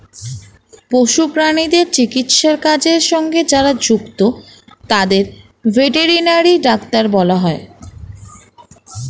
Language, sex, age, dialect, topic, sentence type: Bengali, female, 18-24, Standard Colloquial, agriculture, statement